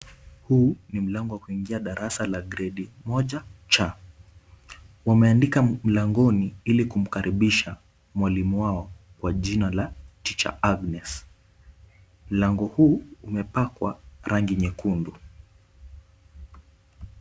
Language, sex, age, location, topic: Swahili, male, 18-24, Kisumu, education